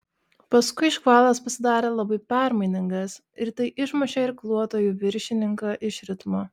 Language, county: Lithuanian, Šiauliai